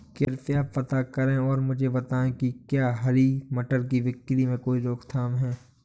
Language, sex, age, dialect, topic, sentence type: Hindi, male, 25-30, Awadhi Bundeli, agriculture, question